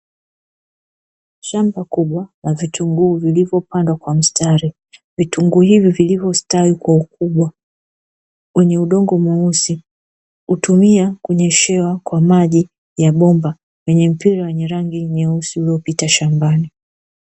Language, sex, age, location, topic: Swahili, female, 36-49, Dar es Salaam, agriculture